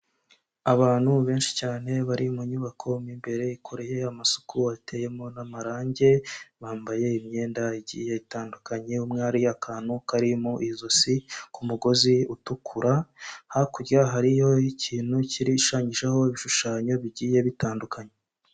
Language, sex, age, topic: Kinyarwanda, male, 25-35, health